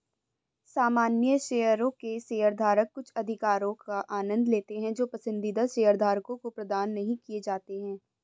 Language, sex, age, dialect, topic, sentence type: Hindi, female, 18-24, Hindustani Malvi Khadi Boli, banking, statement